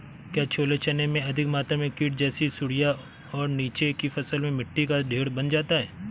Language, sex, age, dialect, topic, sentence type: Hindi, male, 31-35, Awadhi Bundeli, agriculture, question